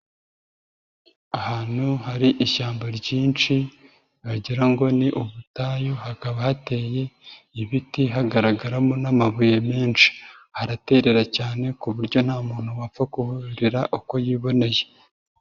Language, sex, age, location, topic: Kinyarwanda, female, 25-35, Nyagatare, agriculture